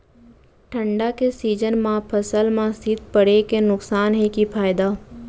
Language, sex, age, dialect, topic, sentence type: Chhattisgarhi, female, 25-30, Central, agriculture, question